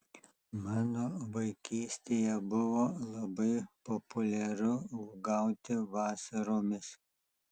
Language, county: Lithuanian, Alytus